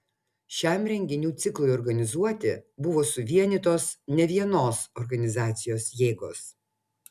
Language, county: Lithuanian, Utena